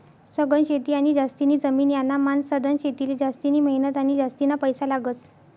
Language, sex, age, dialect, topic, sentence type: Marathi, female, 60-100, Northern Konkan, agriculture, statement